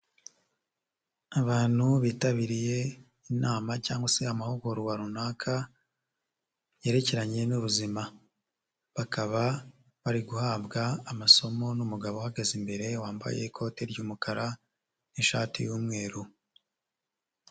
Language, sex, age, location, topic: Kinyarwanda, male, 50+, Nyagatare, health